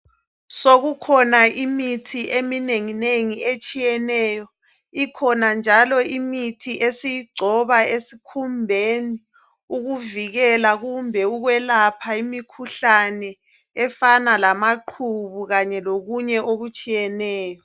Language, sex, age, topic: North Ndebele, male, 36-49, health